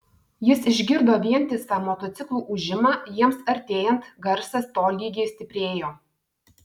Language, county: Lithuanian, Vilnius